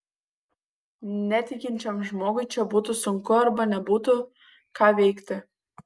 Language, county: Lithuanian, Kaunas